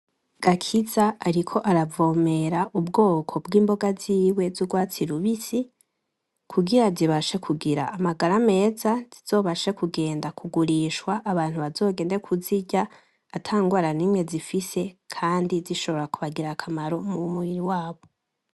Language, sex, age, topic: Rundi, female, 18-24, agriculture